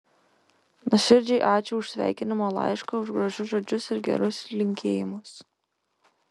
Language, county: Lithuanian, Šiauliai